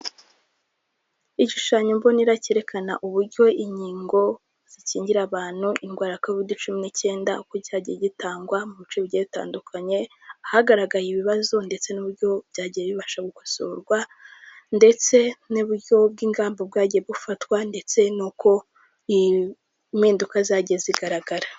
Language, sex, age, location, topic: Kinyarwanda, female, 18-24, Kigali, health